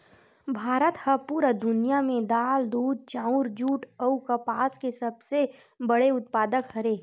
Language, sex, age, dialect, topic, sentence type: Chhattisgarhi, female, 60-100, Western/Budati/Khatahi, agriculture, statement